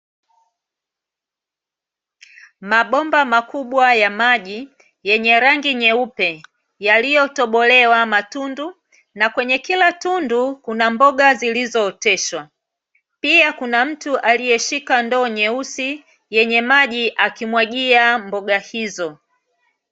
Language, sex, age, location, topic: Swahili, female, 36-49, Dar es Salaam, agriculture